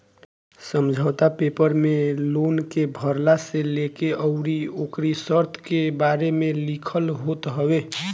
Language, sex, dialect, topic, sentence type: Bhojpuri, male, Northern, banking, statement